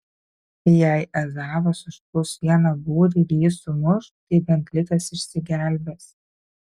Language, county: Lithuanian, Kaunas